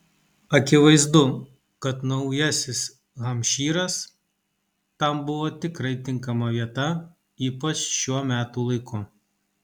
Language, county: Lithuanian, Kaunas